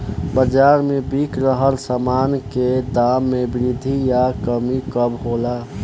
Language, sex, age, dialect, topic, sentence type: Bhojpuri, male, <18, Southern / Standard, agriculture, question